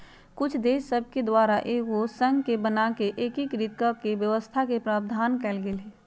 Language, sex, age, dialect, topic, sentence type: Magahi, female, 31-35, Western, banking, statement